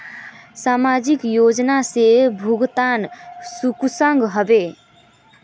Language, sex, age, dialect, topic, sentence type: Magahi, female, 18-24, Northeastern/Surjapuri, banking, question